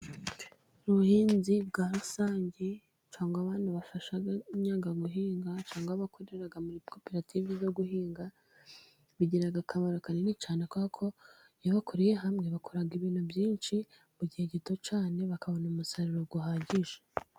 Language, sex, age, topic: Kinyarwanda, female, 18-24, agriculture